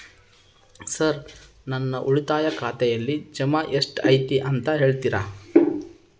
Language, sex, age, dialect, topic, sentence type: Kannada, male, 31-35, Central, banking, question